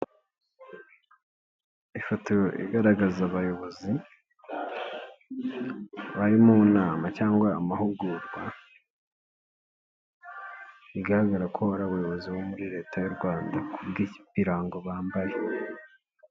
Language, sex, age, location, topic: Kinyarwanda, male, 18-24, Nyagatare, finance